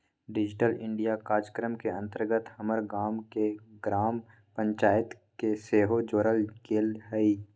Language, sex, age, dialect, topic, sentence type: Magahi, male, 25-30, Western, banking, statement